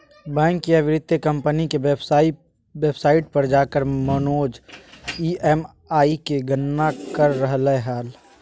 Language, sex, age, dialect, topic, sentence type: Magahi, male, 31-35, Southern, banking, statement